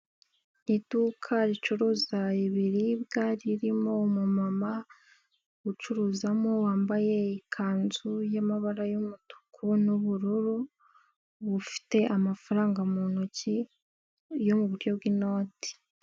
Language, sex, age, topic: Kinyarwanda, female, 18-24, finance